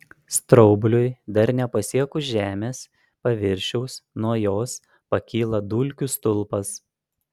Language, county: Lithuanian, Panevėžys